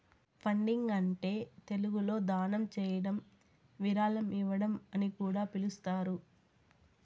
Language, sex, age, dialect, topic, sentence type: Telugu, female, 18-24, Southern, banking, statement